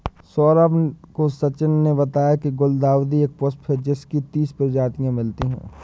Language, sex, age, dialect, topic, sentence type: Hindi, male, 25-30, Awadhi Bundeli, agriculture, statement